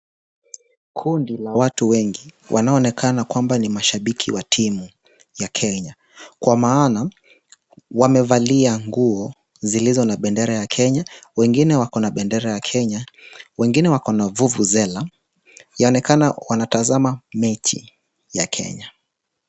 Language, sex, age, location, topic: Swahili, male, 18-24, Kisumu, government